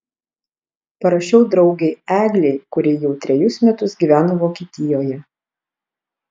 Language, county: Lithuanian, Alytus